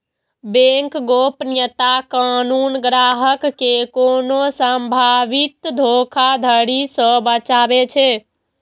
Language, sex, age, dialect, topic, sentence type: Maithili, female, 18-24, Eastern / Thethi, banking, statement